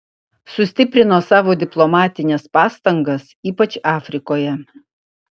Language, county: Lithuanian, Utena